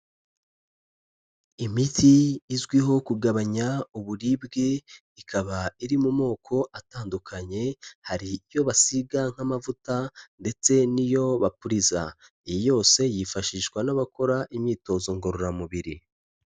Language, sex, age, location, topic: Kinyarwanda, male, 25-35, Kigali, health